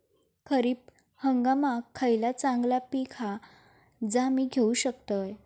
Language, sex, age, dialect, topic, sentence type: Marathi, female, 18-24, Southern Konkan, agriculture, question